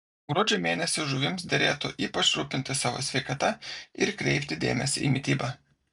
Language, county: Lithuanian, Vilnius